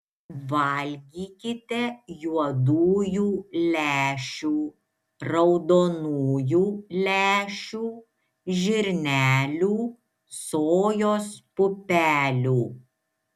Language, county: Lithuanian, Šiauliai